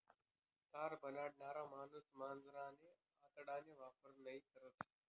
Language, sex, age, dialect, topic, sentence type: Marathi, male, 25-30, Northern Konkan, agriculture, statement